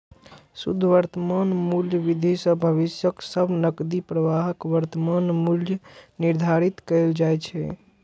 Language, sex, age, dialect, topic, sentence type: Maithili, male, 36-40, Eastern / Thethi, banking, statement